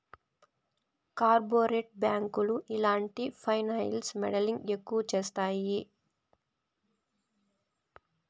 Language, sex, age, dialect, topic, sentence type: Telugu, female, 18-24, Southern, banking, statement